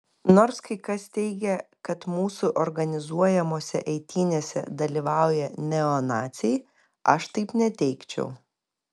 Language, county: Lithuanian, Kaunas